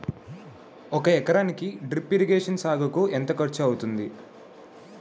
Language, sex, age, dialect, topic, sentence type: Telugu, male, 18-24, Utterandhra, agriculture, question